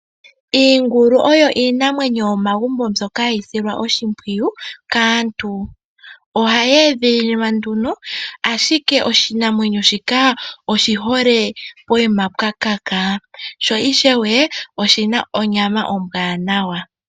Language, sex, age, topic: Oshiwambo, female, 18-24, agriculture